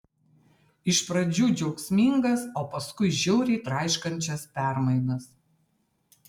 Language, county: Lithuanian, Vilnius